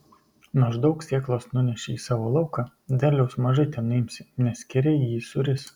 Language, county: Lithuanian, Kaunas